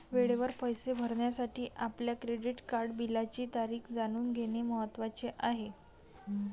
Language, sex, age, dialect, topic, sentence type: Marathi, female, 18-24, Varhadi, banking, statement